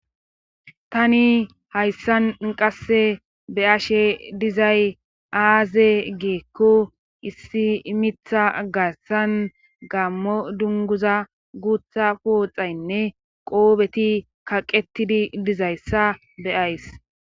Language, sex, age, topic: Gamo, female, 25-35, government